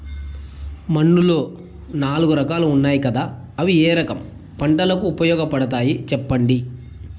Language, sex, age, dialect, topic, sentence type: Telugu, male, 31-35, Southern, agriculture, question